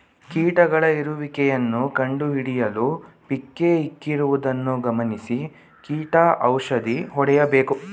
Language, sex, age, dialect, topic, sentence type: Kannada, male, 18-24, Mysore Kannada, agriculture, statement